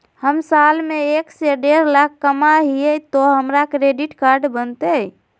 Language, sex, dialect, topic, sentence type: Magahi, female, Southern, banking, question